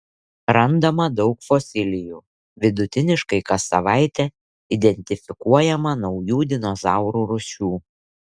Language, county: Lithuanian, Šiauliai